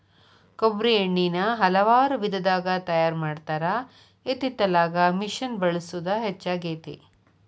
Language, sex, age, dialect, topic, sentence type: Kannada, female, 25-30, Dharwad Kannada, agriculture, statement